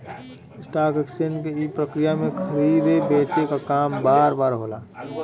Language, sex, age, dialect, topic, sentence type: Bhojpuri, male, 31-35, Western, banking, statement